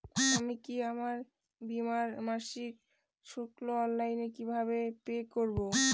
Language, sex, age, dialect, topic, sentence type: Bengali, female, 18-24, Northern/Varendri, banking, question